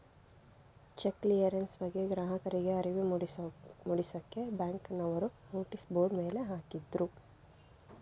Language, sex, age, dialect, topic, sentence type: Kannada, female, 25-30, Mysore Kannada, banking, statement